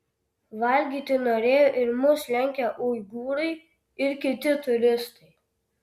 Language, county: Lithuanian, Vilnius